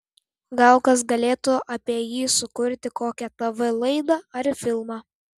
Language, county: Lithuanian, Klaipėda